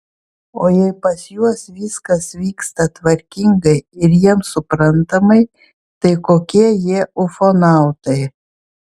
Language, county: Lithuanian, Vilnius